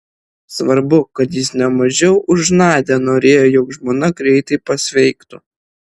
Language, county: Lithuanian, Vilnius